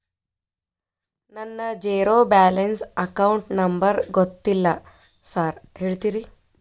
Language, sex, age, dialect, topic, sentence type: Kannada, female, 36-40, Dharwad Kannada, banking, question